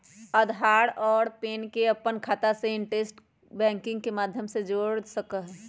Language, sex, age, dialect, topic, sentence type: Magahi, female, 31-35, Western, banking, statement